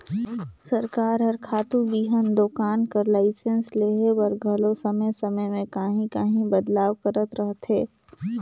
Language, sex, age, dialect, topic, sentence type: Chhattisgarhi, female, 41-45, Northern/Bhandar, agriculture, statement